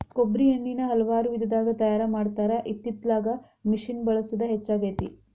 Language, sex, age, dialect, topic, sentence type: Kannada, female, 25-30, Dharwad Kannada, agriculture, statement